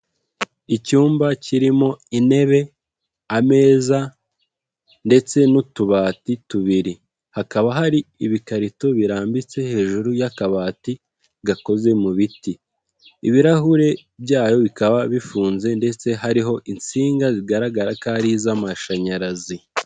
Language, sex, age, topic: Kinyarwanda, male, 25-35, education